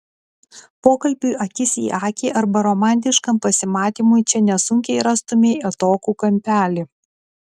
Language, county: Lithuanian, Klaipėda